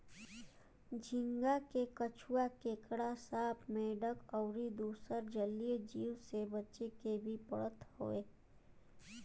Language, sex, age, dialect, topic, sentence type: Bhojpuri, female, 25-30, Western, agriculture, statement